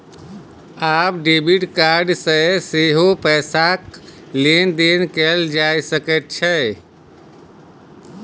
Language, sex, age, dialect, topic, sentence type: Maithili, male, 36-40, Bajjika, banking, statement